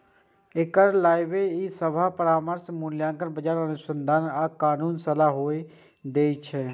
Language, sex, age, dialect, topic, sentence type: Maithili, male, 18-24, Eastern / Thethi, banking, statement